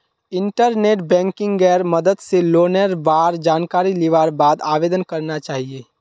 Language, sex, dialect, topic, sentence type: Magahi, male, Northeastern/Surjapuri, banking, statement